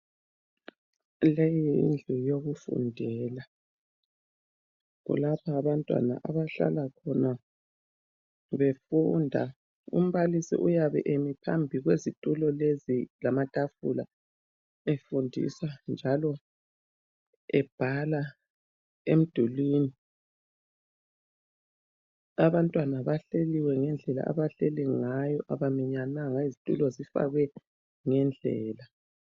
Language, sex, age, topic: North Ndebele, female, 50+, education